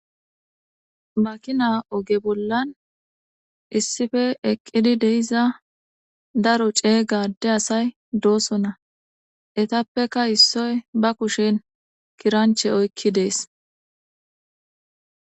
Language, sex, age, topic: Gamo, female, 25-35, government